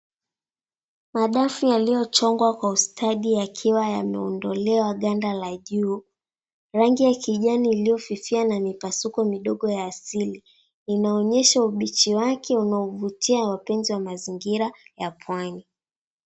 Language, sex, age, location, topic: Swahili, female, 18-24, Mombasa, agriculture